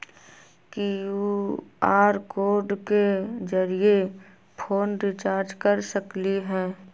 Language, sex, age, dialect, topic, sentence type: Magahi, female, 31-35, Western, banking, question